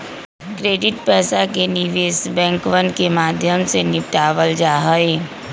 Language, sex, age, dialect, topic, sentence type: Magahi, female, 25-30, Western, banking, statement